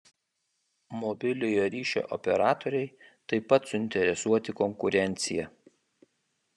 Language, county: Lithuanian, Kaunas